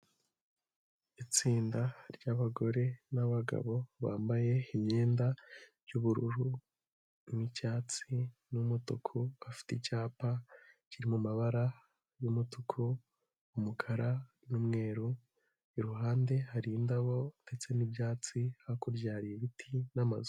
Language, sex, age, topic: Kinyarwanda, male, 18-24, health